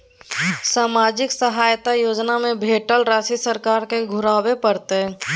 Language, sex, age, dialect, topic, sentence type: Maithili, female, 18-24, Bajjika, banking, question